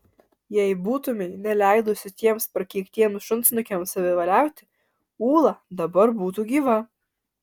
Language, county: Lithuanian, Alytus